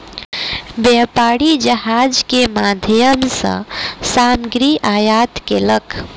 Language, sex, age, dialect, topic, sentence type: Maithili, female, 18-24, Southern/Standard, banking, statement